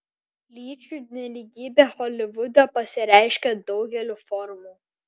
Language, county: Lithuanian, Kaunas